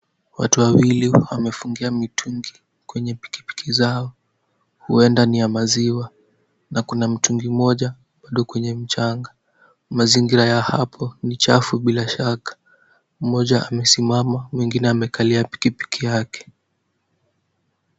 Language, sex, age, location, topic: Swahili, male, 18-24, Kisumu, agriculture